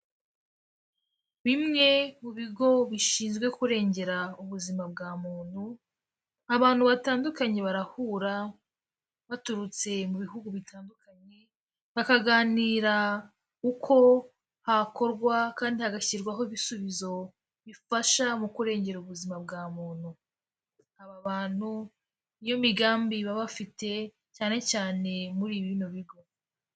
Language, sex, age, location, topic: Kinyarwanda, female, 18-24, Kigali, health